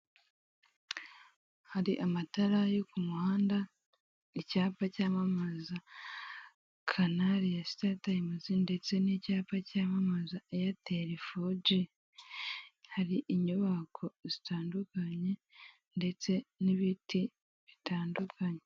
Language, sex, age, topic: Kinyarwanda, female, 18-24, government